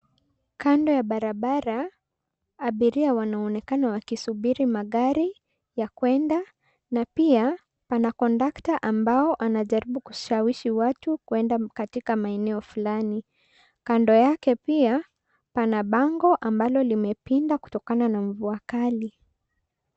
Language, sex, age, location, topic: Swahili, female, 18-24, Nairobi, government